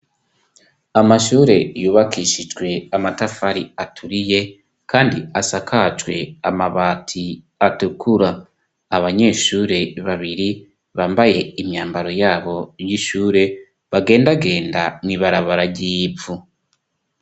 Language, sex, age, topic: Rundi, female, 25-35, education